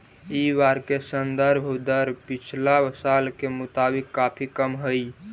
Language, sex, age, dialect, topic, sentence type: Magahi, male, 18-24, Central/Standard, agriculture, statement